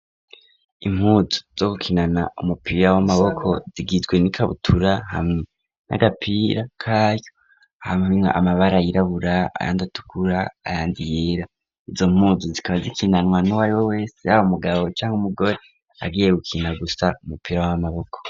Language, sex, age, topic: Rundi, male, 18-24, education